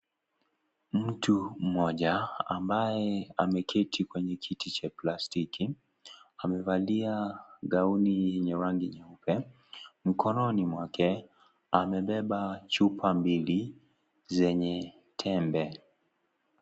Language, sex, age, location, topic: Swahili, male, 18-24, Kisii, health